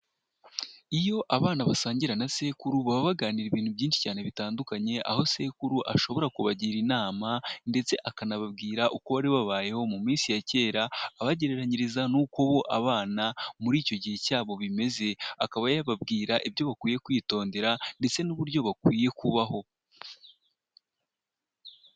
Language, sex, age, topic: Kinyarwanda, male, 18-24, health